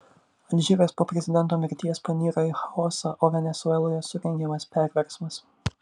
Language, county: Lithuanian, Vilnius